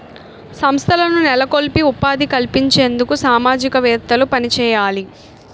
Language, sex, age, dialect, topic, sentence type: Telugu, female, 18-24, Utterandhra, banking, statement